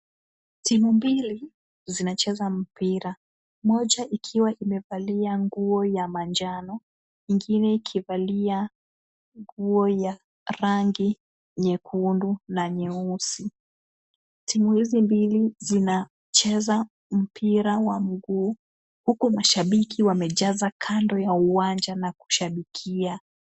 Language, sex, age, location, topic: Swahili, female, 18-24, Kisumu, government